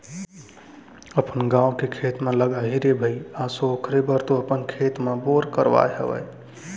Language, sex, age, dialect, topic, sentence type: Chhattisgarhi, male, 18-24, Central, agriculture, statement